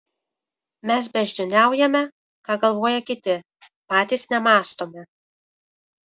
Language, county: Lithuanian, Kaunas